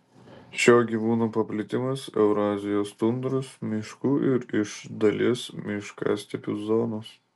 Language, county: Lithuanian, Telšiai